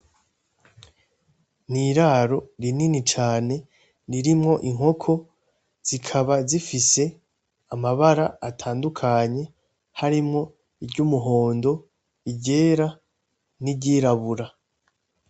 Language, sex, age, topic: Rundi, male, 18-24, agriculture